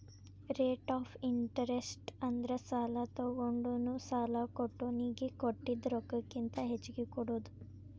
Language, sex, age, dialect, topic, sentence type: Kannada, female, 18-24, Dharwad Kannada, banking, statement